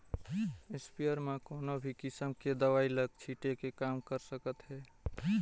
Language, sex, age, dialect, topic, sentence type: Chhattisgarhi, male, 18-24, Northern/Bhandar, agriculture, statement